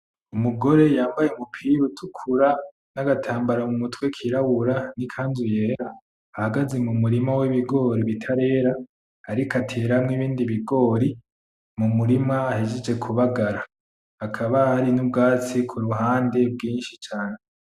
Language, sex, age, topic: Rundi, male, 18-24, agriculture